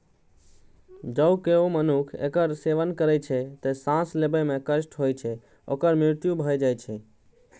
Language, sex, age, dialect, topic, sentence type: Maithili, male, 18-24, Eastern / Thethi, agriculture, statement